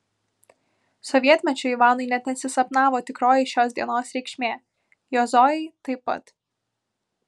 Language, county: Lithuanian, Vilnius